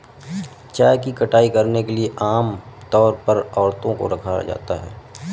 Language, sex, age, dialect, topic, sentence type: Hindi, male, 25-30, Awadhi Bundeli, agriculture, statement